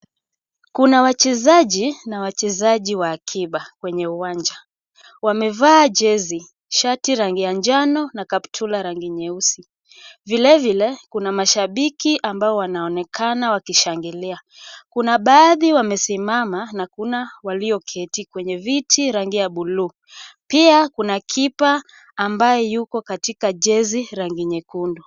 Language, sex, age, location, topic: Swahili, female, 25-35, Kisumu, government